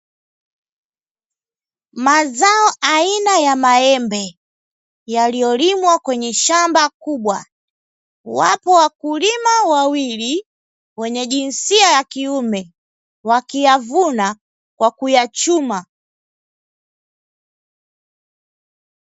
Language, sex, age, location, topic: Swahili, female, 25-35, Dar es Salaam, agriculture